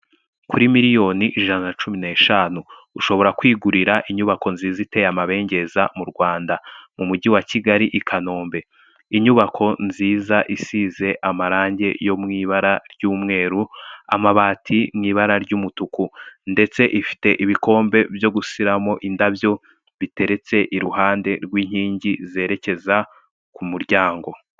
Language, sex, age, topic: Kinyarwanda, male, 18-24, finance